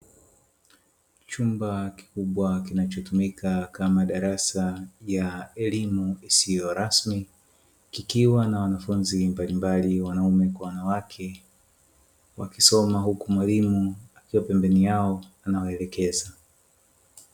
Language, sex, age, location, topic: Swahili, male, 25-35, Dar es Salaam, education